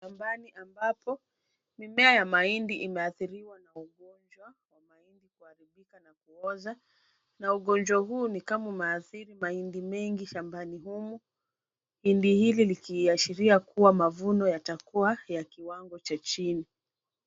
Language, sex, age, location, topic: Swahili, female, 25-35, Kisumu, agriculture